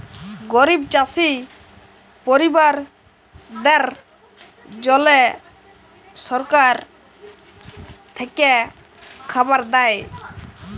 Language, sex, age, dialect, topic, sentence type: Bengali, male, 18-24, Jharkhandi, agriculture, statement